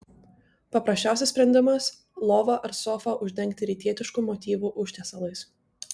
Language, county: Lithuanian, Tauragė